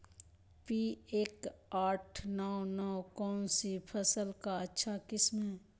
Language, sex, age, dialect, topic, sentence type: Magahi, female, 25-30, Southern, agriculture, question